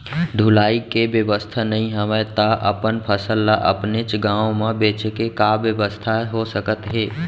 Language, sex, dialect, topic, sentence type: Chhattisgarhi, male, Central, agriculture, question